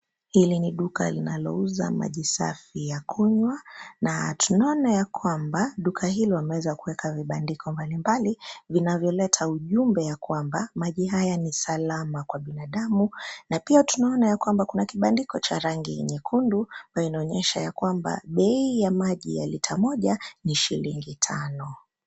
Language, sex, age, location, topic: Swahili, female, 25-35, Nairobi, government